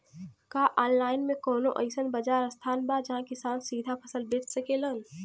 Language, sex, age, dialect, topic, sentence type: Bhojpuri, female, 25-30, Western, agriculture, statement